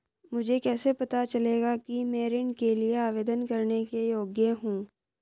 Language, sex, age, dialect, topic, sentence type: Hindi, female, 25-30, Hindustani Malvi Khadi Boli, banking, statement